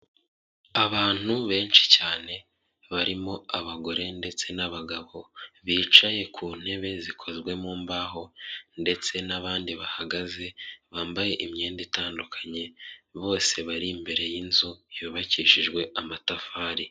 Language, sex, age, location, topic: Kinyarwanda, male, 36-49, Kigali, government